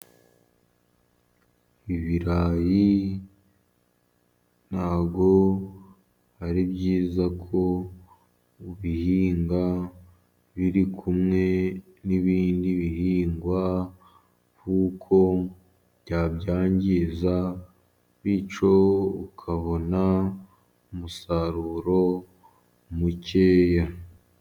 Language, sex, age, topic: Kinyarwanda, male, 50+, agriculture